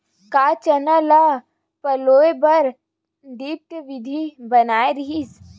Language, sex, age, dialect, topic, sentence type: Chhattisgarhi, female, 18-24, Western/Budati/Khatahi, agriculture, question